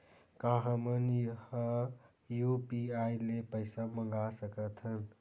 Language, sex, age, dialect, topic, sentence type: Chhattisgarhi, male, 18-24, Western/Budati/Khatahi, banking, question